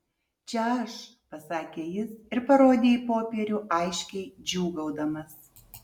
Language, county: Lithuanian, Utena